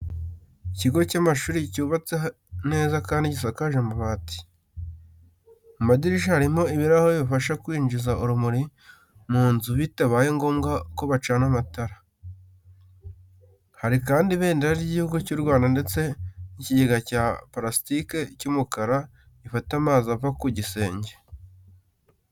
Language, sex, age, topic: Kinyarwanda, male, 18-24, education